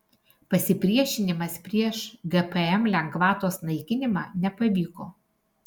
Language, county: Lithuanian, Alytus